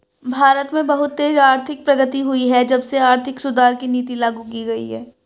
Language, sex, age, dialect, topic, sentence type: Hindi, female, 25-30, Hindustani Malvi Khadi Boli, banking, statement